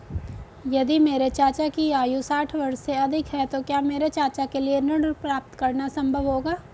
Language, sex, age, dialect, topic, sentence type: Hindi, female, 25-30, Hindustani Malvi Khadi Boli, banking, statement